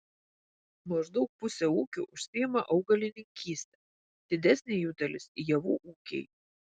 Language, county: Lithuanian, Vilnius